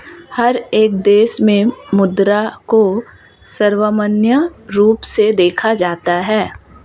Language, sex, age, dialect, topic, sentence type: Hindi, female, 31-35, Marwari Dhudhari, banking, statement